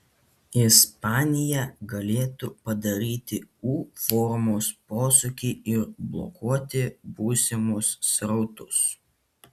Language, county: Lithuanian, Kaunas